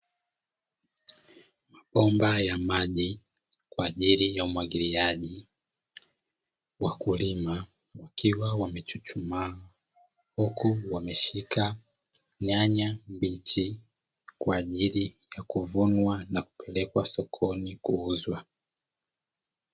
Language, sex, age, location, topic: Swahili, male, 25-35, Dar es Salaam, agriculture